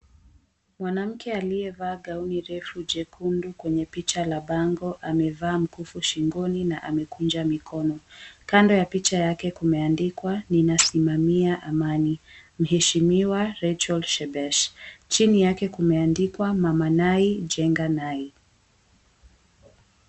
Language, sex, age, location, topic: Swahili, female, 18-24, Mombasa, government